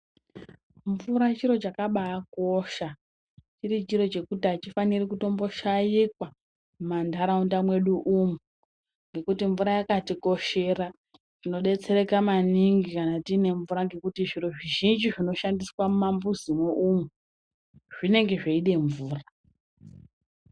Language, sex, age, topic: Ndau, female, 18-24, health